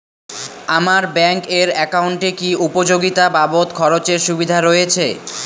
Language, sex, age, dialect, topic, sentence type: Bengali, male, 18-24, Rajbangshi, banking, question